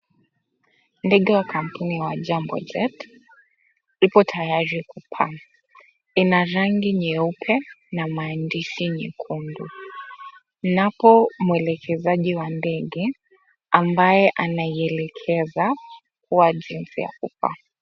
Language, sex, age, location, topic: Swahili, female, 25-35, Mombasa, government